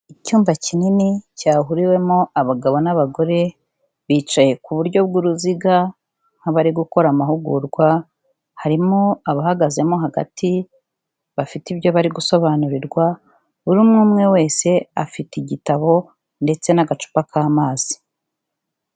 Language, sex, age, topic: Kinyarwanda, female, 36-49, health